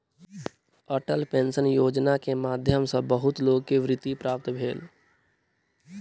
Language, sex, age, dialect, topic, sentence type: Maithili, male, 18-24, Southern/Standard, banking, statement